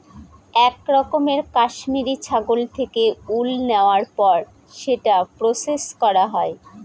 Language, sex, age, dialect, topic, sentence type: Bengali, female, 36-40, Northern/Varendri, agriculture, statement